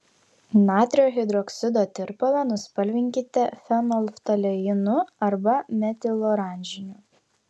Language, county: Lithuanian, Klaipėda